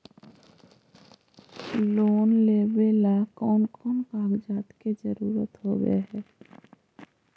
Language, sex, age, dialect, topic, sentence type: Magahi, female, 51-55, Central/Standard, banking, question